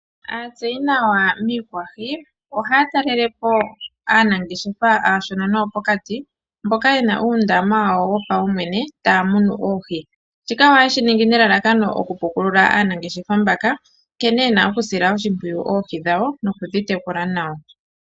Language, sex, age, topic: Oshiwambo, female, 25-35, agriculture